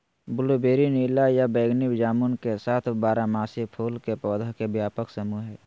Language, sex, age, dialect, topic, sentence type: Magahi, male, 25-30, Southern, agriculture, statement